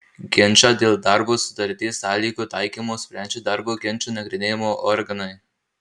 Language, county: Lithuanian, Marijampolė